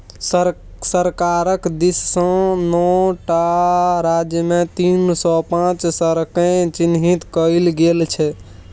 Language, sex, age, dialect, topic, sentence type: Maithili, male, 18-24, Bajjika, banking, statement